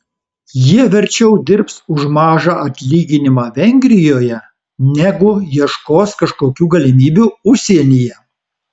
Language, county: Lithuanian, Alytus